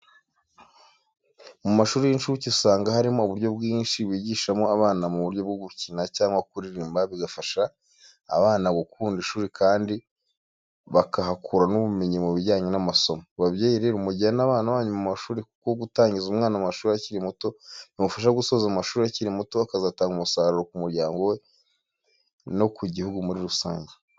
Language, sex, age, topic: Kinyarwanda, male, 25-35, education